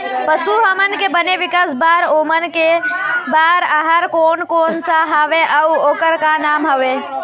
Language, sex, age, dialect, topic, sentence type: Chhattisgarhi, female, 18-24, Eastern, agriculture, question